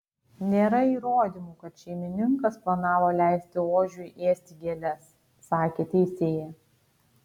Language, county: Lithuanian, Kaunas